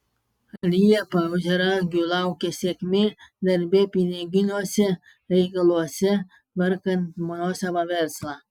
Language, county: Lithuanian, Klaipėda